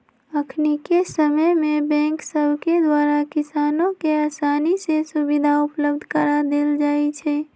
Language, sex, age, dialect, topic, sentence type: Magahi, female, 18-24, Western, agriculture, statement